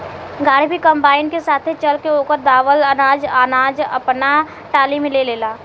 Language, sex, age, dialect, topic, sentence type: Bhojpuri, female, 18-24, Southern / Standard, agriculture, statement